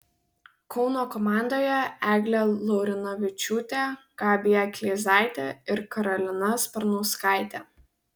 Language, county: Lithuanian, Vilnius